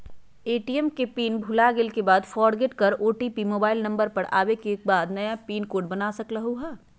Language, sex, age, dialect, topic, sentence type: Magahi, female, 31-35, Western, banking, question